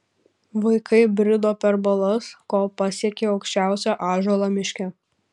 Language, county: Lithuanian, Kaunas